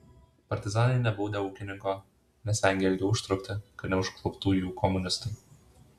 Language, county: Lithuanian, Alytus